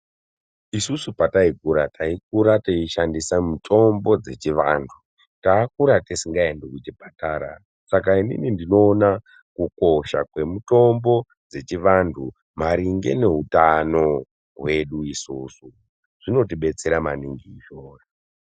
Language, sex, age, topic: Ndau, male, 18-24, health